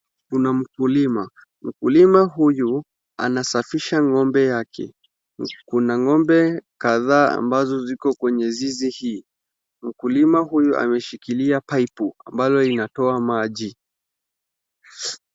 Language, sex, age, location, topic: Swahili, male, 36-49, Wajir, agriculture